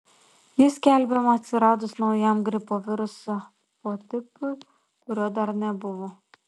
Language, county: Lithuanian, Šiauliai